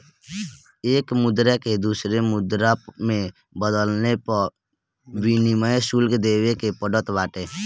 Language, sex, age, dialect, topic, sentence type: Bhojpuri, male, <18, Northern, banking, statement